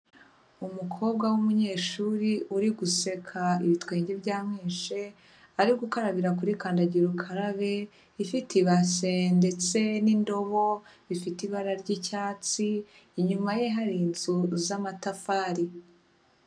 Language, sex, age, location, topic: Kinyarwanda, female, 25-35, Kigali, health